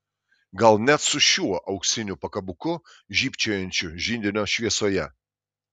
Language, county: Lithuanian, Šiauliai